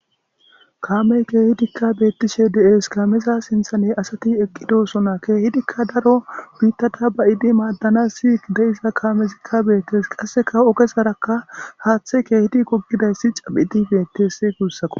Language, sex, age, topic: Gamo, male, 25-35, government